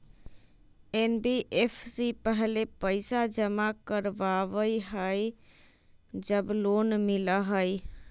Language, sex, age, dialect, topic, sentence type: Magahi, female, 25-30, Western, banking, question